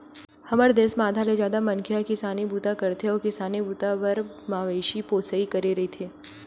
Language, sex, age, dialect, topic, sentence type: Chhattisgarhi, female, 18-24, Western/Budati/Khatahi, agriculture, statement